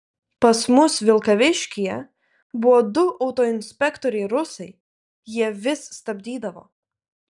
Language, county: Lithuanian, Klaipėda